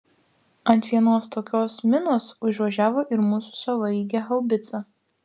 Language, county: Lithuanian, Vilnius